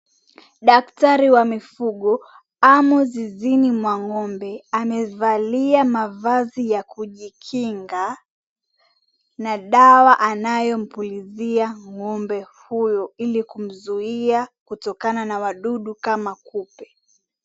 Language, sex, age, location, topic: Swahili, female, 18-24, Mombasa, agriculture